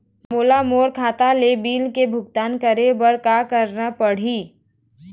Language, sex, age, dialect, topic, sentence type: Chhattisgarhi, female, 18-24, Eastern, banking, question